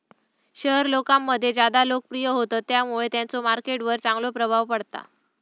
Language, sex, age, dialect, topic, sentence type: Marathi, female, 18-24, Southern Konkan, banking, statement